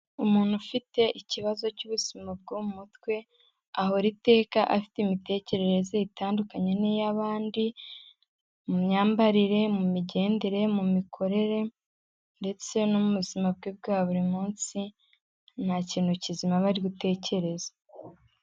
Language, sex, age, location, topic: Kinyarwanda, female, 18-24, Huye, health